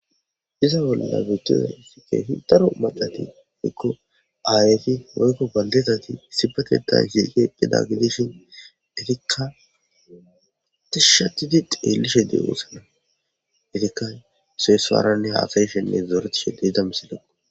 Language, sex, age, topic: Gamo, male, 18-24, government